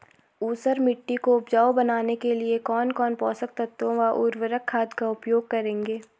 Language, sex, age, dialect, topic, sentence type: Hindi, female, 18-24, Garhwali, agriculture, question